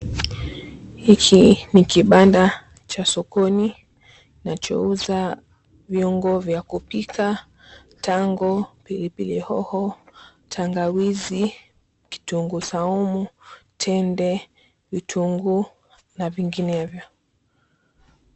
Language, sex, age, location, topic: Swahili, female, 25-35, Mombasa, agriculture